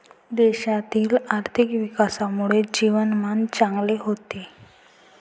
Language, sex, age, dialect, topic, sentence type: Marathi, female, 18-24, Varhadi, banking, statement